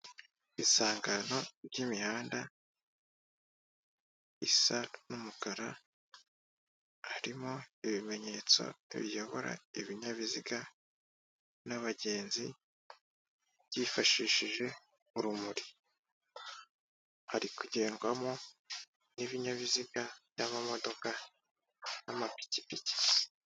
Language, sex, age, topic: Kinyarwanda, male, 18-24, government